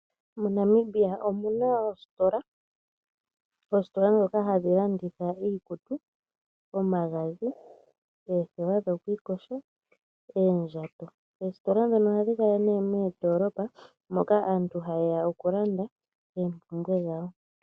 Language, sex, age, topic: Oshiwambo, male, 25-35, finance